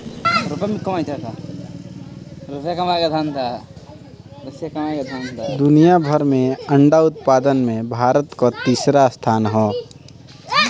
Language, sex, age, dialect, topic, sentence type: Bhojpuri, male, 25-30, Northern, agriculture, statement